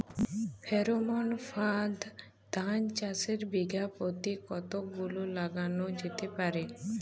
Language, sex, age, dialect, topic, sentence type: Bengali, female, 18-24, Jharkhandi, agriculture, question